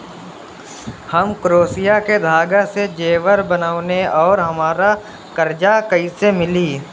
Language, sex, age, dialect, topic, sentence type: Bhojpuri, male, 18-24, Southern / Standard, banking, question